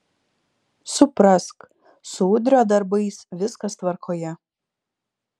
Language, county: Lithuanian, Šiauliai